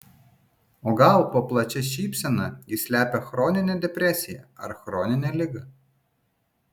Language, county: Lithuanian, Vilnius